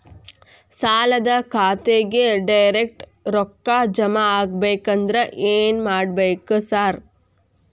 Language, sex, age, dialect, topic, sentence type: Kannada, female, 18-24, Dharwad Kannada, banking, question